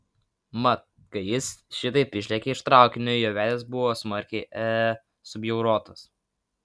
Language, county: Lithuanian, Vilnius